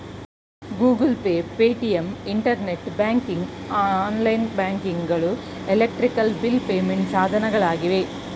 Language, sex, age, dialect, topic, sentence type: Kannada, female, 41-45, Mysore Kannada, banking, statement